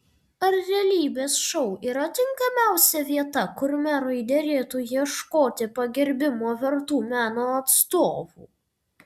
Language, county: Lithuanian, Vilnius